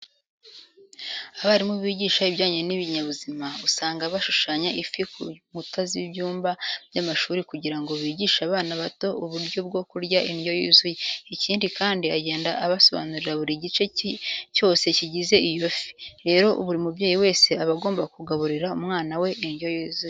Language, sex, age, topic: Kinyarwanda, female, 18-24, education